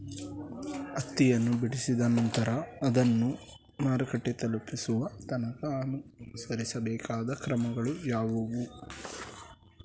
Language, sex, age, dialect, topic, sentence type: Kannada, male, 18-24, Mysore Kannada, agriculture, question